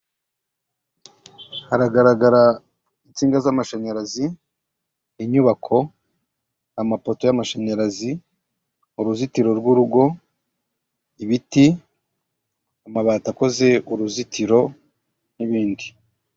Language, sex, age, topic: Kinyarwanda, male, 36-49, government